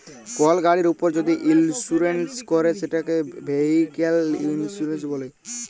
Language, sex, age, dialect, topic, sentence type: Bengali, male, 18-24, Jharkhandi, banking, statement